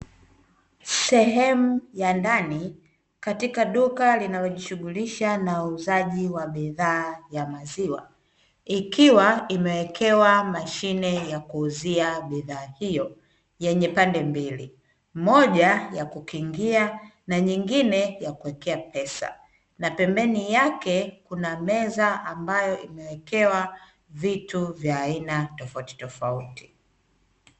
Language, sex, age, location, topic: Swahili, female, 25-35, Dar es Salaam, finance